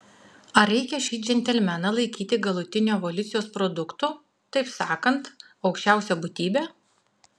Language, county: Lithuanian, Klaipėda